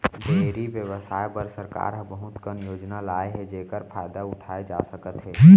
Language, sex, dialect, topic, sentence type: Chhattisgarhi, male, Central, agriculture, statement